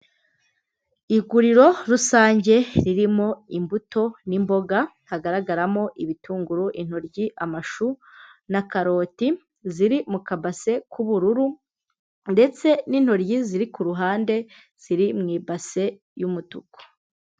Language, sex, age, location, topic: Kinyarwanda, female, 25-35, Huye, agriculture